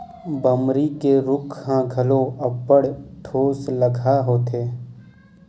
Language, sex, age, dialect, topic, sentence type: Chhattisgarhi, male, 18-24, Western/Budati/Khatahi, agriculture, statement